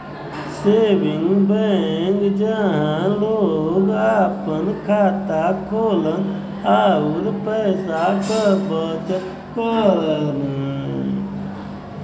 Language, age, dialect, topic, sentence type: Bhojpuri, 25-30, Western, banking, statement